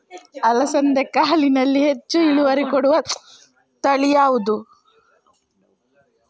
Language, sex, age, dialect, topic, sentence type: Kannada, female, 18-24, Coastal/Dakshin, agriculture, question